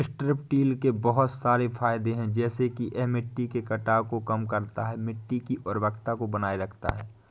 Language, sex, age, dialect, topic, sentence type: Hindi, male, 18-24, Awadhi Bundeli, agriculture, statement